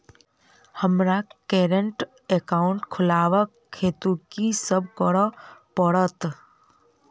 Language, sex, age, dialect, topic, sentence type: Maithili, female, 25-30, Southern/Standard, banking, question